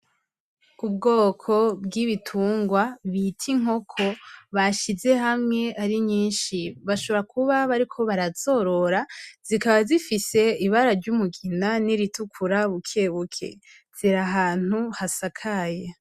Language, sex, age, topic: Rundi, female, 18-24, agriculture